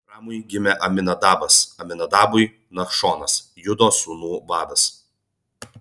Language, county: Lithuanian, Vilnius